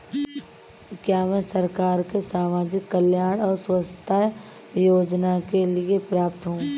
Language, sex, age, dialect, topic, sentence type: Hindi, female, 31-35, Marwari Dhudhari, banking, question